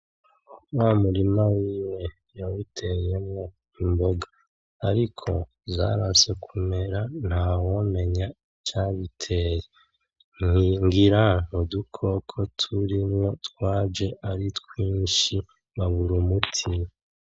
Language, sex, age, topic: Rundi, male, 36-49, agriculture